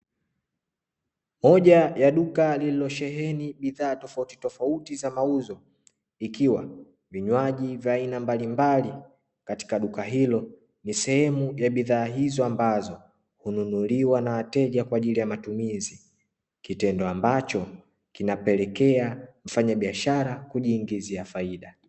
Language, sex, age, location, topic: Swahili, male, 25-35, Dar es Salaam, finance